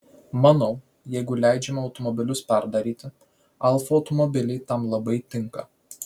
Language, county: Lithuanian, Vilnius